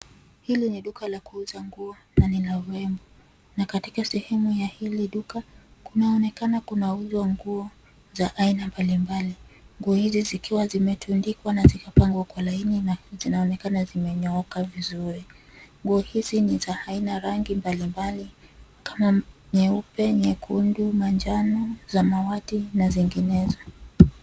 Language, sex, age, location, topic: Swahili, female, 25-35, Nairobi, finance